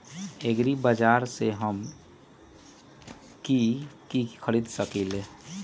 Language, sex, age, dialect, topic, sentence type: Magahi, male, 46-50, Western, agriculture, question